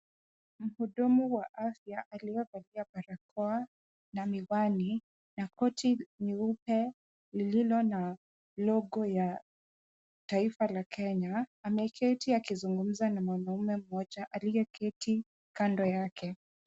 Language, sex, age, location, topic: Swahili, female, 18-24, Kisumu, health